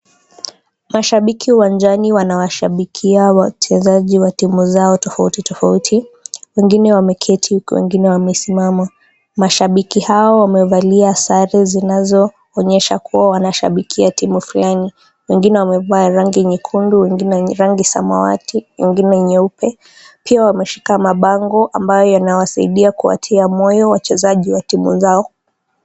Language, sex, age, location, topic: Swahili, female, 18-24, Nakuru, government